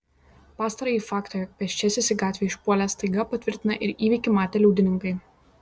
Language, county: Lithuanian, Šiauliai